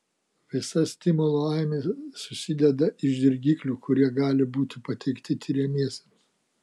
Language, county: Lithuanian, Kaunas